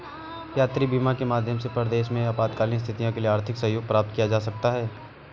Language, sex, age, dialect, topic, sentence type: Hindi, male, 31-35, Awadhi Bundeli, banking, statement